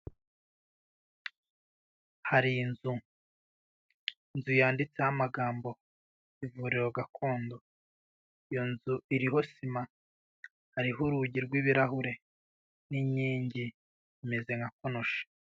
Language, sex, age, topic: Kinyarwanda, male, 25-35, health